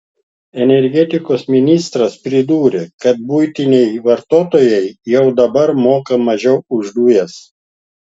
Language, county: Lithuanian, Klaipėda